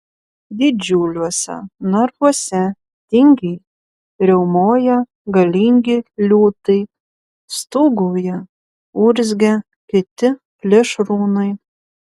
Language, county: Lithuanian, Panevėžys